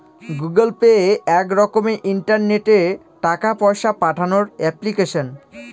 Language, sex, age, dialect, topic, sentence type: Bengali, male, 18-24, Northern/Varendri, banking, statement